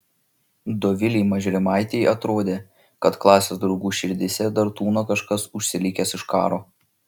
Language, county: Lithuanian, Šiauliai